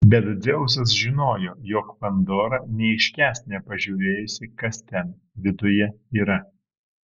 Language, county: Lithuanian, Alytus